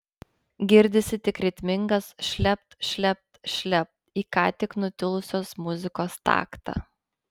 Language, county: Lithuanian, Panevėžys